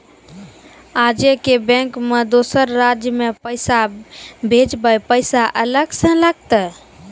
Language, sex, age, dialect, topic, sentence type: Maithili, female, 51-55, Angika, banking, question